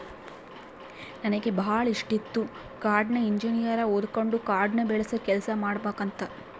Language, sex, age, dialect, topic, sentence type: Kannada, female, 25-30, Central, agriculture, statement